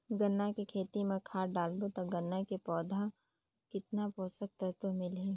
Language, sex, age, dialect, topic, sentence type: Chhattisgarhi, female, 56-60, Northern/Bhandar, agriculture, question